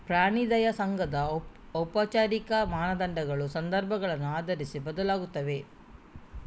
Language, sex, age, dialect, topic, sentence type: Kannada, female, 41-45, Coastal/Dakshin, agriculture, statement